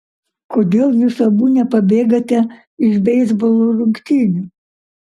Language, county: Lithuanian, Kaunas